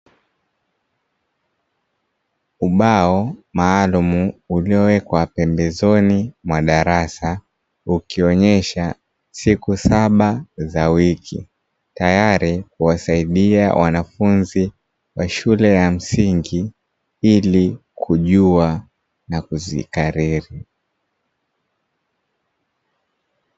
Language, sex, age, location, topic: Swahili, male, 25-35, Dar es Salaam, education